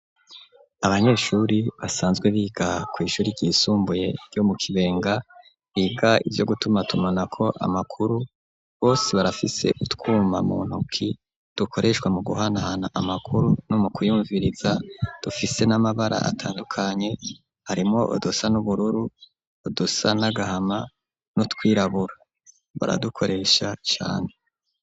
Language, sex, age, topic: Rundi, male, 18-24, education